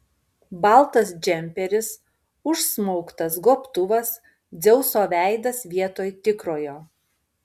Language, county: Lithuanian, Panevėžys